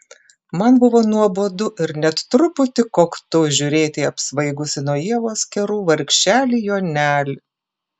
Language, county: Lithuanian, Klaipėda